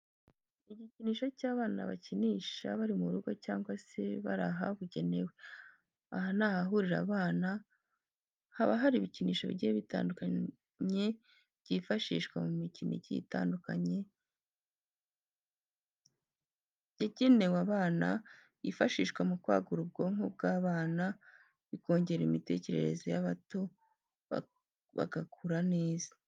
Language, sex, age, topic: Kinyarwanda, female, 25-35, education